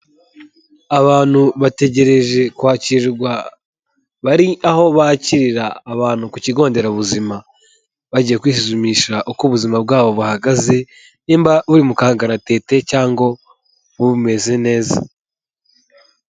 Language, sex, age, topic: Kinyarwanda, male, 18-24, health